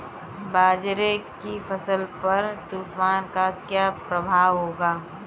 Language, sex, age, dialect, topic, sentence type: Hindi, female, 18-24, Kanauji Braj Bhasha, agriculture, question